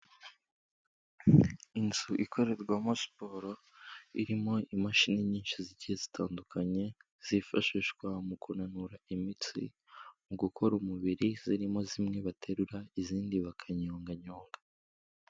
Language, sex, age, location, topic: Kinyarwanda, male, 18-24, Kigali, health